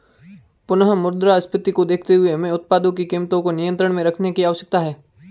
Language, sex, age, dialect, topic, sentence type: Hindi, male, 18-24, Marwari Dhudhari, banking, statement